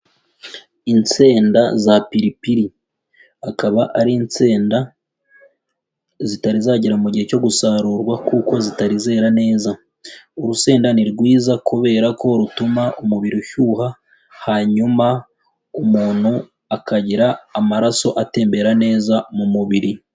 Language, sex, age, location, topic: Kinyarwanda, male, 18-24, Huye, agriculture